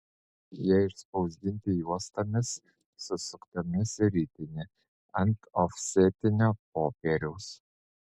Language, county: Lithuanian, Panevėžys